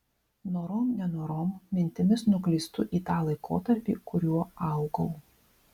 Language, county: Lithuanian, Vilnius